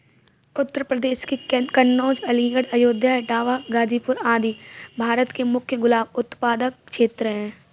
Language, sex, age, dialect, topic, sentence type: Hindi, female, 46-50, Kanauji Braj Bhasha, agriculture, statement